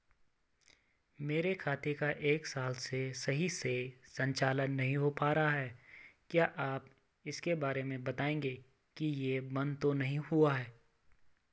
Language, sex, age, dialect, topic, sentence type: Hindi, male, 25-30, Garhwali, banking, question